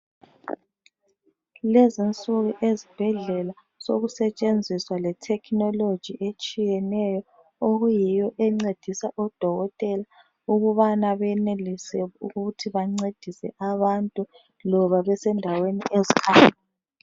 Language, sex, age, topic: North Ndebele, female, 25-35, health